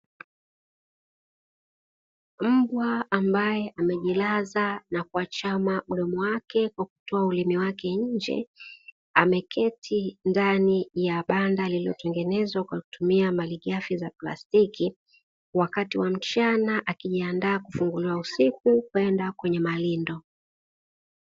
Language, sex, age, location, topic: Swahili, female, 18-24, Dar es Salaam, agriculture